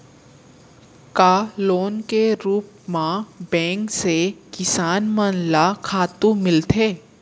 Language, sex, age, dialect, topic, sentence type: Chhattisgarhi, female, 18-24, Central, banking, question